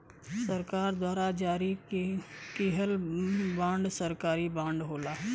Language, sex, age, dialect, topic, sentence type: Bhojpuri, male, 31-35, Western, banking, statement